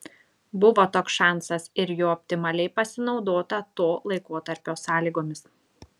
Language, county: Lithuanian, Šiauliai